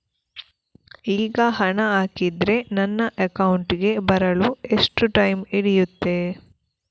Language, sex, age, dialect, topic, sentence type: Kannada, female, 18-24, Coastal/Dakshin, banking, question